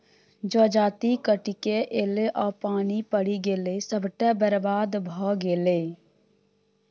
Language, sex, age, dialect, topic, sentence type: Maithili, female, 18-24, Bajjika, agriculture, statement